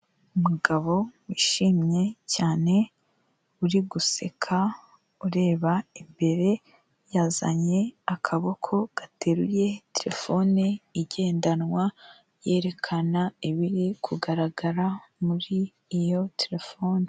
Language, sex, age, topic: Kinyarwanda, female, 18-24, finance